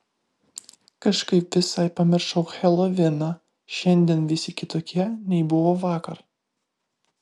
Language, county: Lithuanian, Vilnius